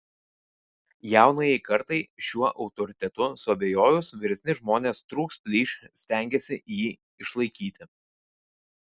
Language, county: Lithuanian, Vilnius